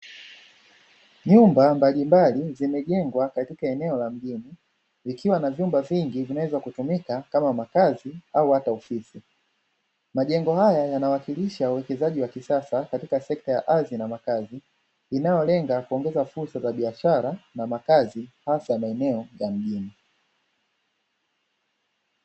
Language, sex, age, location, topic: Swahili, male, 25-35, Dar es Salaam, finance